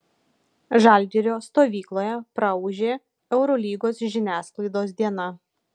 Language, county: Lithuanian, Kaunas